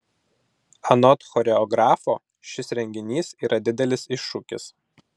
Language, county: Lithuanian, Vilnius